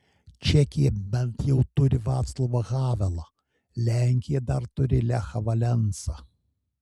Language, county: Lithuanian, Šiauliai